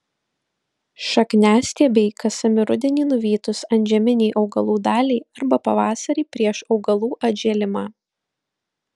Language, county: Lithuanian, Utena